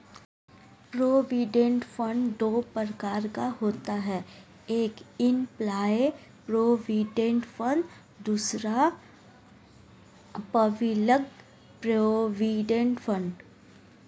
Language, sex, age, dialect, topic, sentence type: Hindi, female, 18-24, Marwari Dhudhari, banking, statement